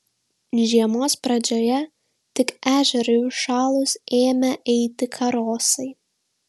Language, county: Lithuanian, Šiauliai